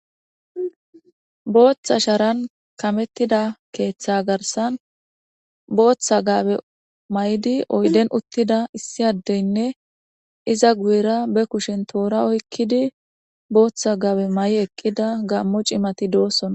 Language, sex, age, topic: Gamo, female, 18-24, government